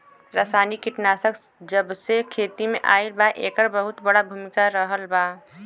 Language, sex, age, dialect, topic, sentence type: Bhojpuri, female, 18-24, Western, agriculture, statement